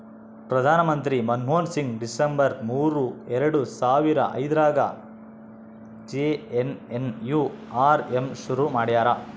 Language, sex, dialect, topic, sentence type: Kannada, male, Central, banking, statement